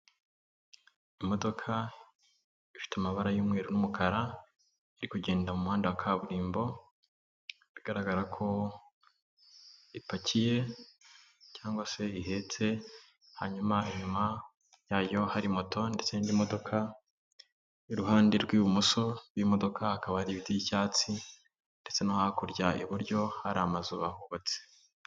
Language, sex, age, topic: Kinyarwanda, male, 18-24, government